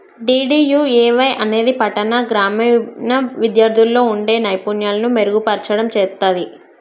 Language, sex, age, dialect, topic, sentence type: Telugu, male, 25-30, Telangana, banking, statement